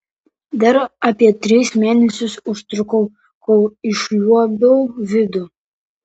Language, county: Lithuanian, Vilnius